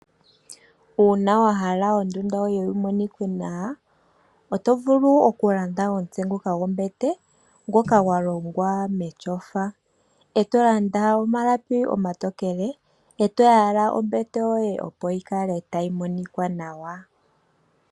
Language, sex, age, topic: Oshiwambo, female, 18-24, finance